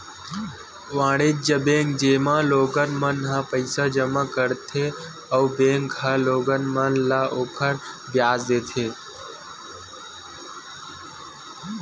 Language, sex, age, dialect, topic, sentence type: Chhattisgarhi, male, 18-24, Western/Budati/Khatahi, banking, statement